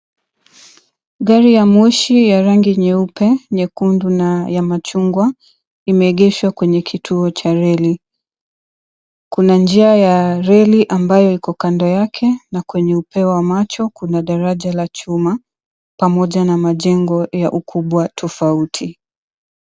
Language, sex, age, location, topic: Swahili, female, 25-35, Mombasa, government